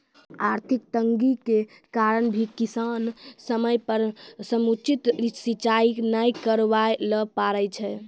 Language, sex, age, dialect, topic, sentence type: Maithili, female, 18-24, Angika, agriculture, statement